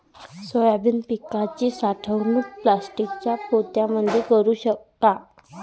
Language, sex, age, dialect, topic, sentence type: Marathi, female, 18-24, Varhadi, agriculture, question